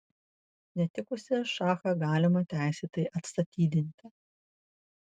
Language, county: Lithuanian, Vilnius